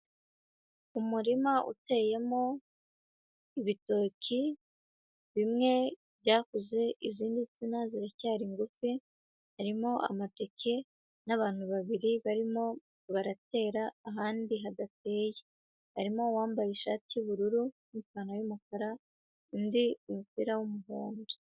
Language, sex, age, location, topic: Kinyarwanda, female, 25-35, Huye, agriculture